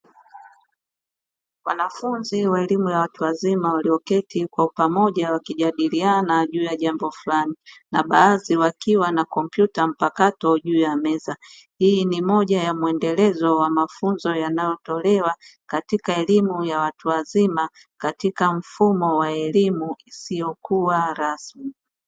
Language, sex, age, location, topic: Swahili, female, 36-49, Dar es Salaam, education